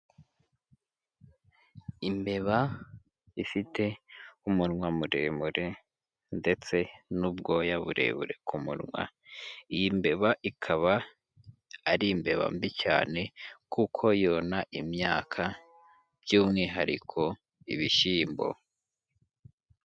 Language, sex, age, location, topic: Kinyarwanda, female, 18-24, Kigali, agriculture